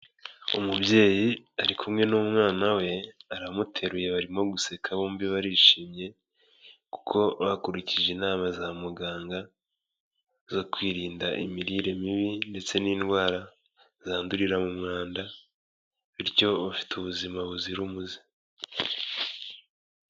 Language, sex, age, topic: Kinyarwanda, male, 25-35, health